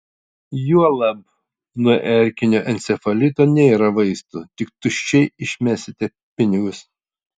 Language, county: Lithuanian, Utena